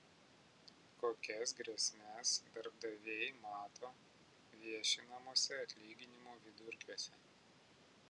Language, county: Lithuanian, Vilnius